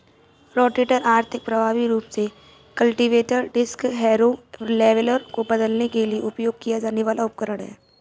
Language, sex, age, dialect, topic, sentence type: Hindi, female, 46-50, Kanauji Braj Bhasha, agriculture, statement